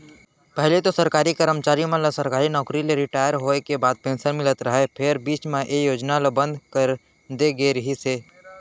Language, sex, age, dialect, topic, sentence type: Chhattisgarhi, male, 18-24, Central, banking, statement